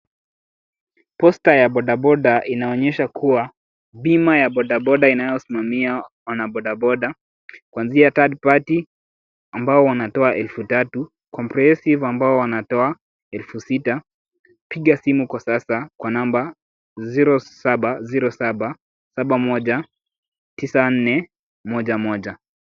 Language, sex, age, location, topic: Swahili, male, 18-24, Kisumu, finance